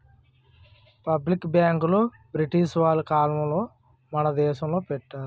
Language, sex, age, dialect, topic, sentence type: Telugu, male, 36-40, Utterandhra, banking, statement